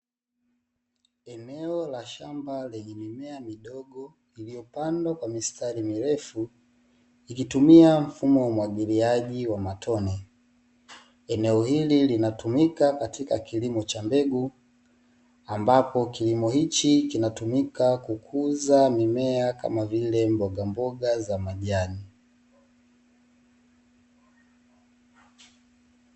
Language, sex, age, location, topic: Swahili, male, 18-24, Dar es Salaam, agriculture